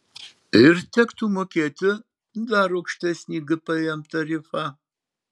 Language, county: Lithuanian, Marijampolė